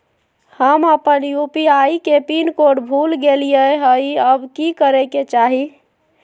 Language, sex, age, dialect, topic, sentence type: Magahi, female, 51-55, Southern, banking, question